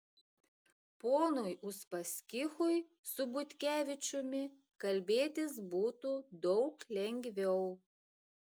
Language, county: Lithuanian, Šiauliai